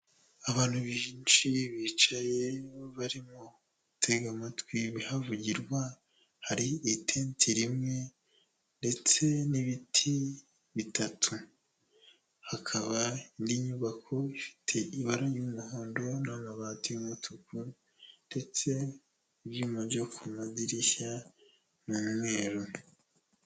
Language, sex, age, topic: Kinyarwanda, male, 18-24, government